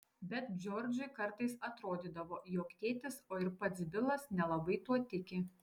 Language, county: Lithuanian, Šiauliai